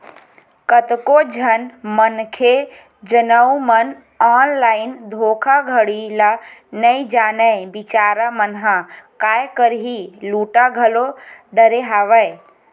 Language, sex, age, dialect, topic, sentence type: Chhattisgarhi, female, 25-30, Western/Budati/Khatahi, banking, statement